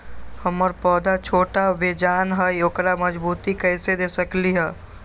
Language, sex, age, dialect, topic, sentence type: Magahi, male, 18-24, Western, agriculture, question